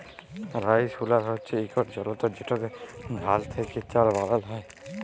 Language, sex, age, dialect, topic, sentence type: Bengali, male, 18-24, Jharkhandi, agriculture, statement